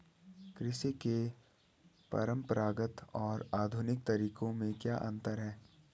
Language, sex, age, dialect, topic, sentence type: Hindi, female, 18-24, Hindustani Malvi Khadi Boli, agriculture, question